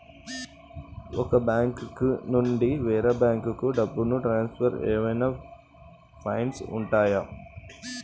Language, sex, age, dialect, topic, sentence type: Telugu, male, 25-30, Utterandhra, banking, question